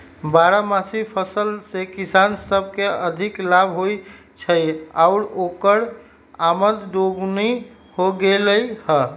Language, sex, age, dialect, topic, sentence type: Magahi, male, 51-55, Western, agriculture, statement